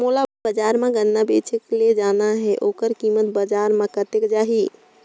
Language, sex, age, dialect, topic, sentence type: Chhattisgarhi, female, 18-24, Northern/Bhandar, agriculture, question